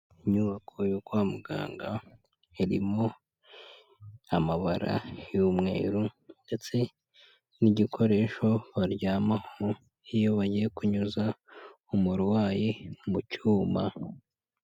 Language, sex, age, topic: Kinyarwanda, male, 25-35, health